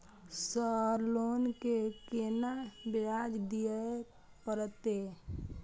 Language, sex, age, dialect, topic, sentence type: Maithili, female, 25-30, Eastern / Thethi, banking, question